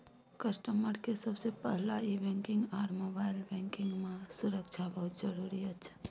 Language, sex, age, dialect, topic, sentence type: Maithili, female, 18-24, Bajjika, banking, question